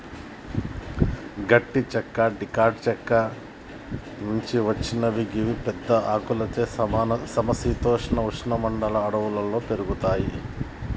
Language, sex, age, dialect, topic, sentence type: Telugu, male, 41-45, Telangana, agriculture, statement